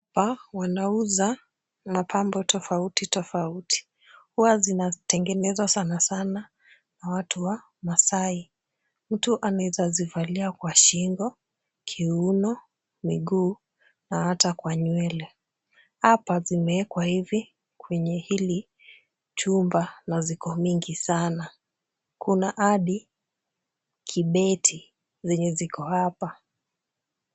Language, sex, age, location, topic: Swahili, female, 18-24, Kisumu, finance